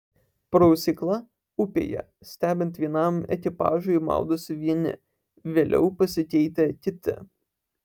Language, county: Lithuanian, Alytus